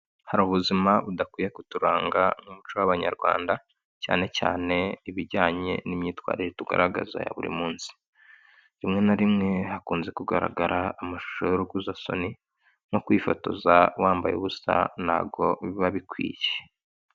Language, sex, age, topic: Kinyarwanda, male, 25-35, health